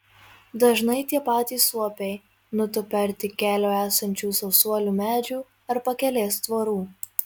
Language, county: Lithuanian, Marijampolė